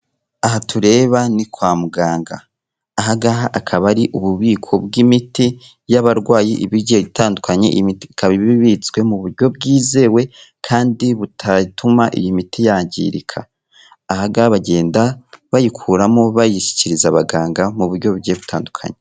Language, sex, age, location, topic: Kinyarwanda, female, 36-49, Kigali, health